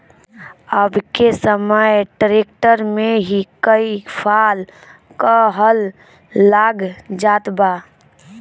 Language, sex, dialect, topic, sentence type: Bhojpuri, female, Northern, agriculture, statement